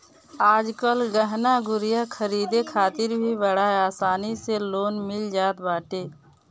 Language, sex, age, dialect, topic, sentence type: Bhojpuri, female, 36-40, Northern, banking, statement